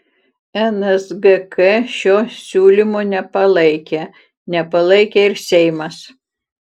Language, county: Lithuanian, Utena